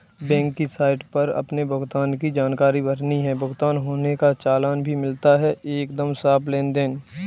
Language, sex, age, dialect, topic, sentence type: Hindi, male, 18-24, Kanauji Braj Bhasha, banking, statement